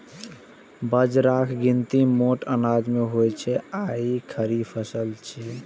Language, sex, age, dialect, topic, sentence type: Maithili, male, 18-24, Eastern / Thethi, agriculture, statement